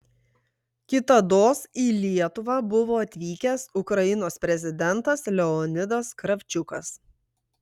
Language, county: Lithuanian, Klaipėda